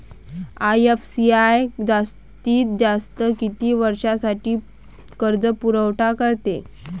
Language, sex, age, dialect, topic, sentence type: Marathi, male, 31-35, Varhadi, agriculture, question